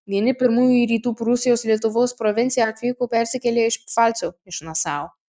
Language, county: Lithuanian, Marijampolė